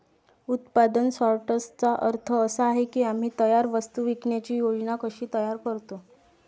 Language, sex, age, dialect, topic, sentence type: Marathi, female, 18-24, Varhadi, agriculture, statement